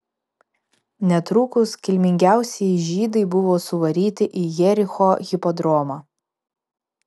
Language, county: Lithuanian, Vilnius